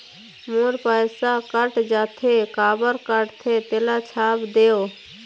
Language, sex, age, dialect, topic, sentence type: Chhattisgarhi, female, 60-100, Eastern, banking, question